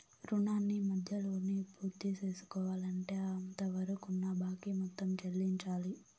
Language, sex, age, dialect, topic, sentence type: Telugu, female, 18-24, Southern, banking, statement